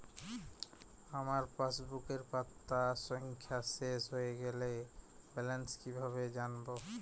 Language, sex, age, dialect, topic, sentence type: Bengali, male, 25-30, Jharkhandi, banking, question